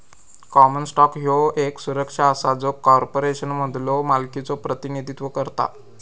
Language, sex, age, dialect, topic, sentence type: Marathi, male, 18-24, Southern Konkan, banking, statement